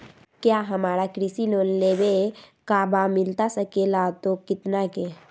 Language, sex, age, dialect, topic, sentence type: Magahi, female, 60-100, Southern, banking, question